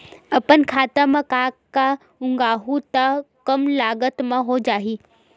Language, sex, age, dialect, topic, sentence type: Chhattisgarhi, female, 18-24, Western/Budati/Khatahi, agriculture, question